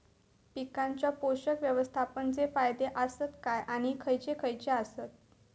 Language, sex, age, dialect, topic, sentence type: Marathi, female, 18-24, Southern Konkan, agriculture, question